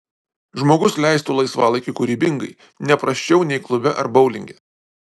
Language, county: Lithuanian, Vilnius